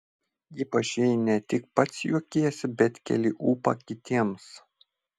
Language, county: Lithuanian, Vilnius